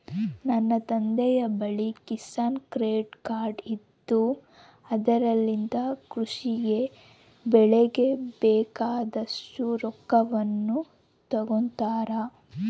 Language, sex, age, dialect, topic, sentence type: Kannada, female, 18-24, Central, agriculture, statement